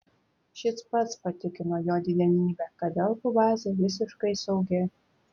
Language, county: Lithuanian, Klaipėda